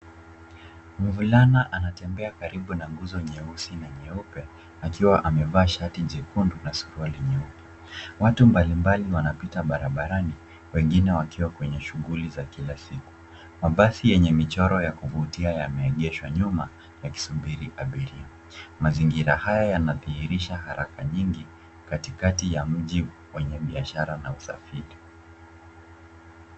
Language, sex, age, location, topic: Swahili, male, 25-35, Nairobi, government